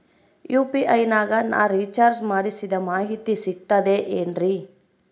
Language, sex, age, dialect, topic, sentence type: Kannada, female, 25-30, Central, banking, question